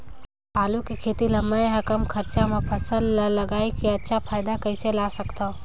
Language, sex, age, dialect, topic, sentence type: Chhattisgarhi, female, 18-24, Northern/Bhandar, agriculture, question